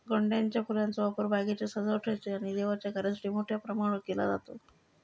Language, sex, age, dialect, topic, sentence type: Marathi, female, 36-40, Southern Konkan, agriculture, statement